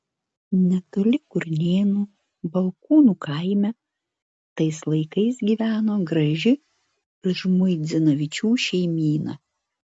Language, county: Lithuanian, Vilnius